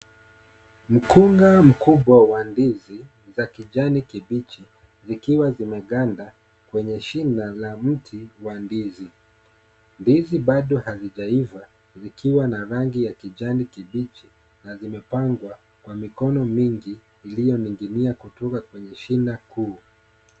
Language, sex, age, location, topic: Swahili, male, 36-49, Kisumu, agriculture